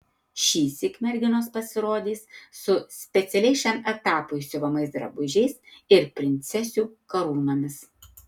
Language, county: Lithuanian, Tauragė